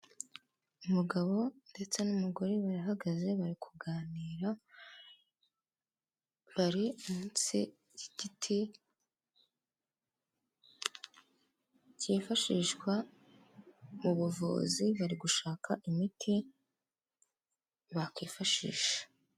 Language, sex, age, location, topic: Kinyarwanda, female, 18-24, Kigali, health